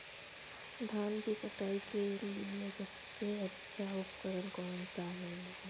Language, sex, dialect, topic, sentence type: Hindi, female, Kanauji Braj Bhasha, agriculture, question